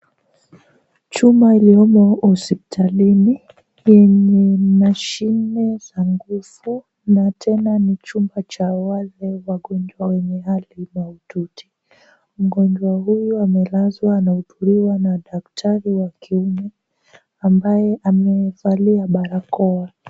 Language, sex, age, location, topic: Swahili, female, 18-24, Kisumu, health